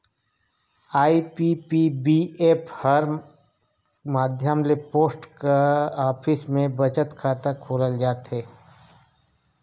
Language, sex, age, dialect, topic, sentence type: Chhattisgarhi, male, 46-50, Northern/Bhandar, banking, statement